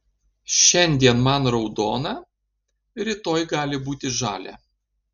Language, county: Lithuanian, Panevėžys